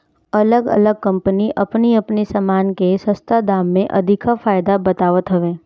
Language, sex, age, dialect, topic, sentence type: Bhojpuri, female, 18-24, Northern, banking, statement